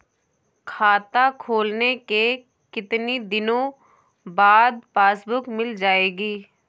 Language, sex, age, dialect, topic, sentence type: Hindi, female, 18-24, Awadhi Bundeli, banking, question